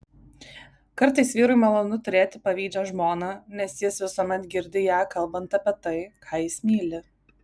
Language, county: Lithuanian, Vilnius